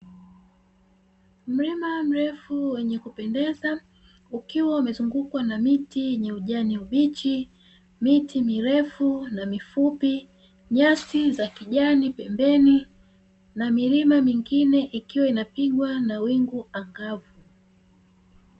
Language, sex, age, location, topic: Swahili, female, 36-49, Dar es Salaam, agriculture